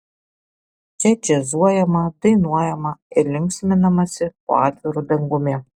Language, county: Lithuanian, Alytus